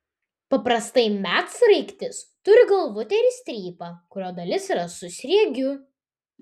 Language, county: Lithuanian, Vilnius